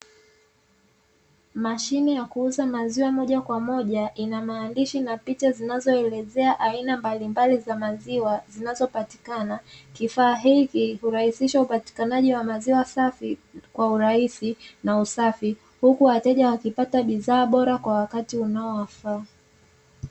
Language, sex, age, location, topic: Swahili, female, 18-24, Dar es Salaam, finance